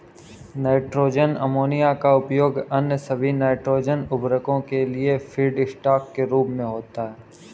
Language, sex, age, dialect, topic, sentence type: Hindi, male, 18-24, Kanauji Braj Bhasha, agriculture, statement